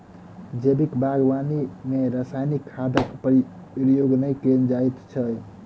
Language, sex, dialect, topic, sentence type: Maithili, male, Southern/Standard, agriculture, statement